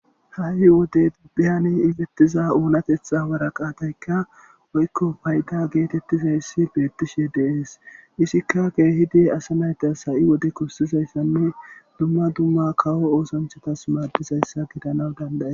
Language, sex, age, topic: Gamo, male, 18-24, government